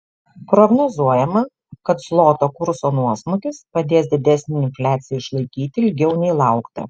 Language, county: Lithuanian, Šiauliai